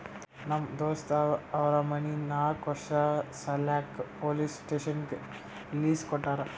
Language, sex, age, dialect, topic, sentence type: Kannada, male, 18-24, Northeastern, banking, statement